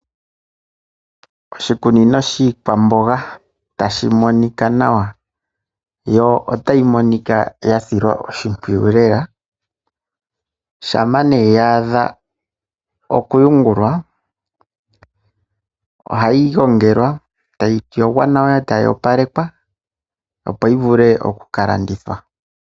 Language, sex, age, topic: Oshiwambo, male, 25-35, agriculture